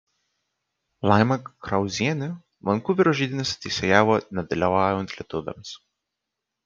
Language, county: Lithuanian, Kaunas